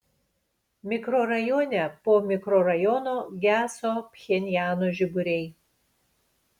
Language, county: Lithuanian, Panevėžys